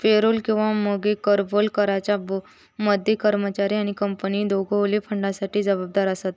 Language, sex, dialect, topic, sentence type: Marathi, female, Southern Konkan, banking, statement